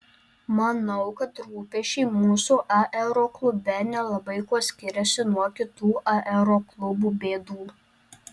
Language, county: Lithuanian, Alytus